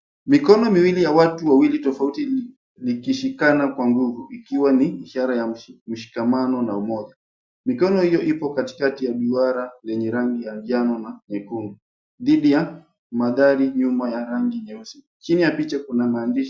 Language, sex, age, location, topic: Swahili, male, 25-35, Mombasa, government